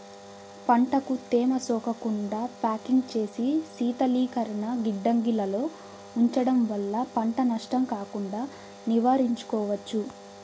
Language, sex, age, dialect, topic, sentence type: Telugu, female, 18-24, Southern, agriculture, statement